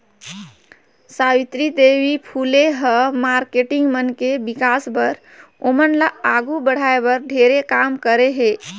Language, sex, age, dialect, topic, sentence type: Chhattisgarhi, female, 31-35, Northern/Bhandar, banking, statement